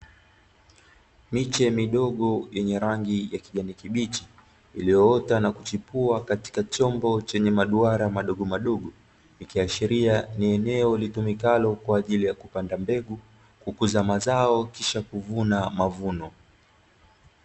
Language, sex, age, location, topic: Swahili, male, 25-35, Dar es Salaam, agriculture